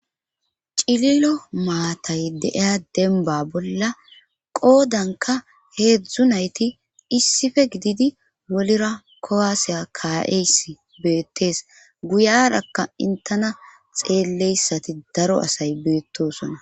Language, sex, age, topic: Gamo, female, 36-49, government